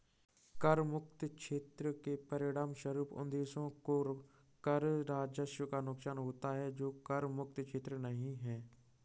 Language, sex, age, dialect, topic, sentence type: Hindi, male, 36-40, Kanauji Braj Bhasha, banking, statement